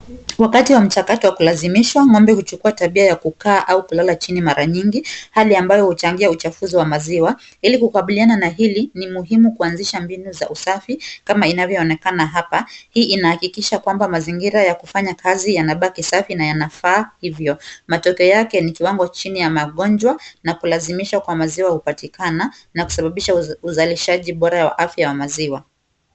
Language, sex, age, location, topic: Swahili, female, 25-35, Kisumu, agriculture